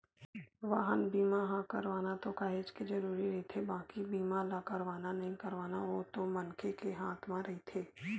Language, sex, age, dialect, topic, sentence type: Chhattisgarhi, female, 18-24, Western/Budati/Khatahi, banking, statement